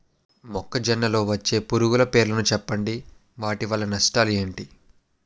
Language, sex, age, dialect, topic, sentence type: Telugu, male, 18-24, Utterandhra, agriculture, question